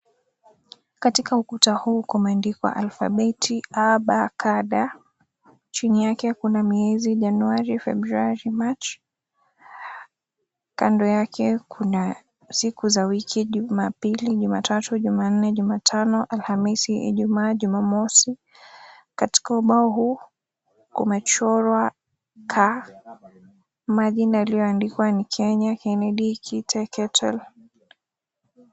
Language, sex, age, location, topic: Swahili, female, 18-24, Mombasa, education